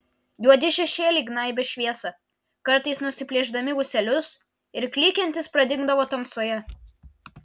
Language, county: Lithuanian, Vilnius